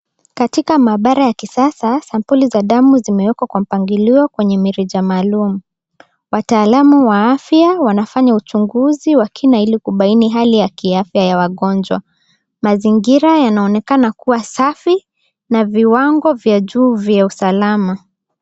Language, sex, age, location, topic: Swahili, female, 18-24, Nairobi, health